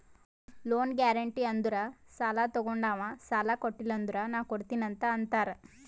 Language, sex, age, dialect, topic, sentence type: Kannada, female, 18-24, Northeastern, banking, statement